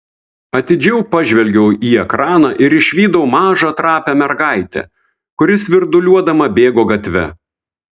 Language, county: Lithuanian, Vilnius